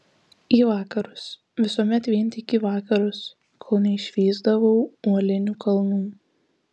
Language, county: Lithuanian, Kaunas